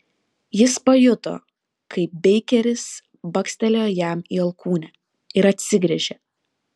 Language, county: Lithuanian, Vilnius